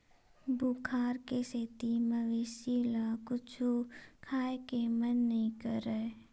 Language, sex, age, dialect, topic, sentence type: Chhattisgarhi, female, 25-30, Western/Budati/Khatahi, agriculture, statement